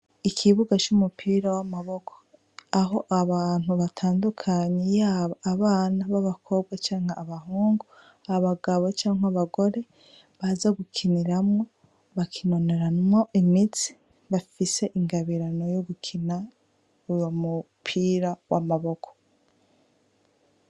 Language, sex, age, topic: Rundi, female, 25-35, education